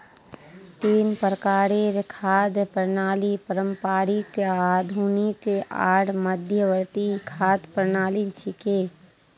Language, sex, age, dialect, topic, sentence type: Magahi, female, 18-24, Northeastern/Surjapuri, agriculture, statement